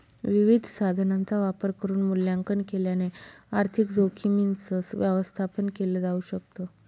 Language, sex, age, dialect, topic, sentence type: Marathi, female, 36-40, Northern Konkan, banking, statement